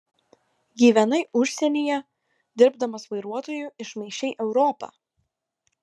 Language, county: Lithuanian, Kaunas